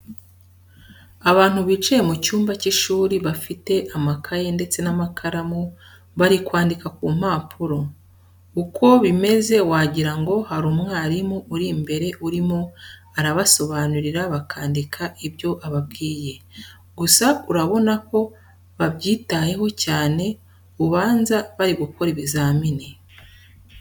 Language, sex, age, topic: Kinyarwanda, female, 36-49, education